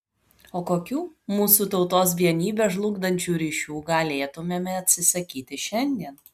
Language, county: Lithuanian, Vilnius